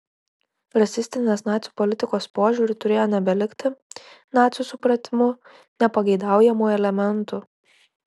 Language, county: Lithuanian, Klaipėda